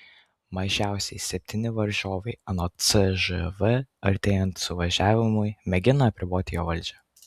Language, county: Lithuanian, Kaunas